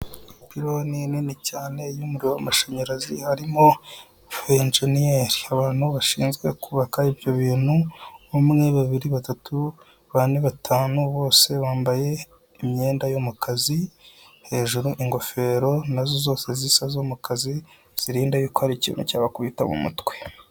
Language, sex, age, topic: Kinyarwanda, male, 25-35, government